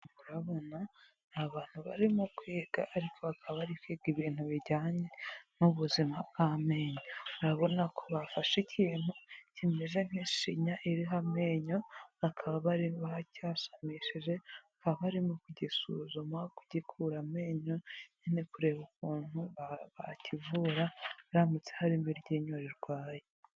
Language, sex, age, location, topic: Kinyarwanda, female, 25-35, Huye, health